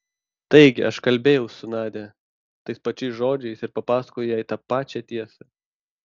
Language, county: Lithuanian, Panevėžys